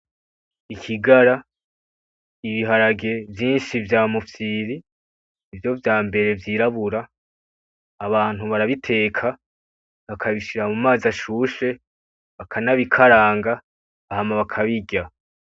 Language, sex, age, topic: Rundi, male, 18-24, agriculture